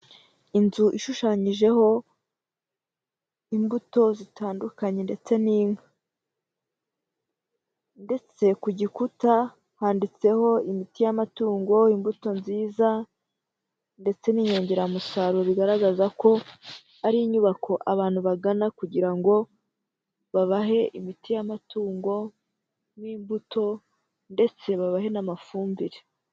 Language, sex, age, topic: Kinyarwanda, male, 18-24, agriculture